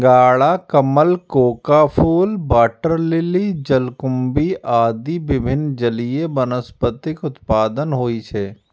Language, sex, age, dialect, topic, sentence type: Maithili, male, 31-35, Eastern / Thethi, agriculture, statement